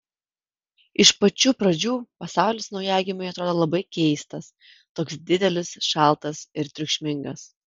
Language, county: Lithuanian, Kaunas